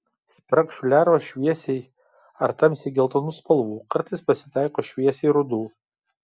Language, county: Lithuanian, Kaunas